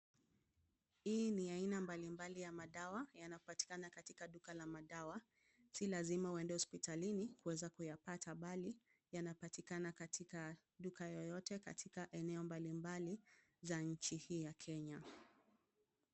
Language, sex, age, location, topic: Swahili, female, 25-35, Kisumu, health